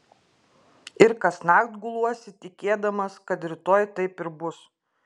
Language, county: Lithuanian, Klaipėda